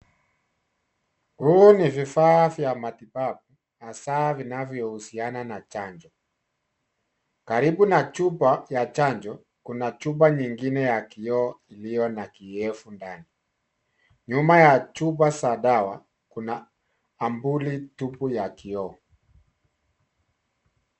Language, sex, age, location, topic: Swahili, male, 36-49, Nairobi, health